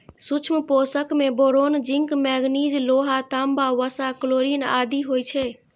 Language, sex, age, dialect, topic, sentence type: Maithili, female, 25-30, Eastern / Thethi, agriculture, statement